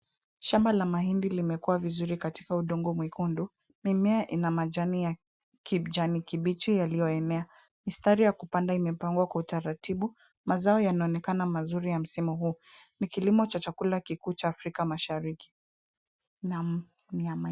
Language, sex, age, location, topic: Swahili, female, 18-24, Kisumu, agriculture